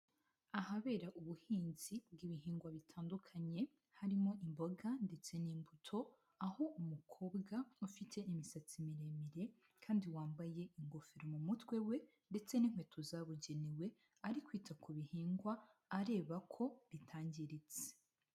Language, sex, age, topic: Kinyarwanda, female, 25-35, agriculture